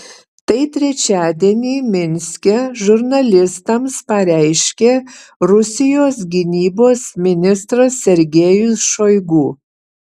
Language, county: Lithuanian, Utena